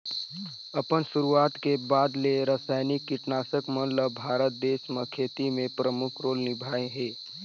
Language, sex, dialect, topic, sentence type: Chhattisgarhi, male, Northern/Bhandar, agriculture, statement